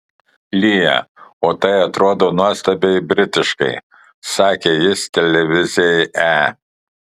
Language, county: Lithuanian, Kaunas